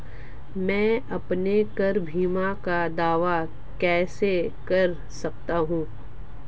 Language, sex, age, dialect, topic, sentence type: Hindi, female, 36-40, Marwari Dhudhari, banking, question